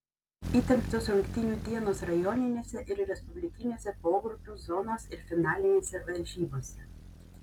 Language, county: Lithuanian, Panevėžys